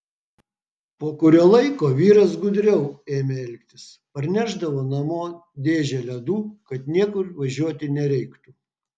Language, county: Lithuanian, Vilnius